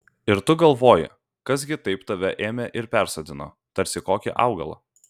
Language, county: Lithuanian, Vilnius